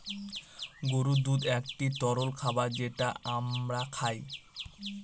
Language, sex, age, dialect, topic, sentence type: Bengali, male, 18-24, Northern/Varendri, agriculture, statement